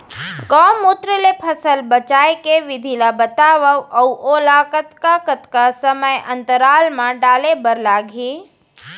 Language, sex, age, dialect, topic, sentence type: Chhattisgarhi, female, 41-45, Central, agriculture, question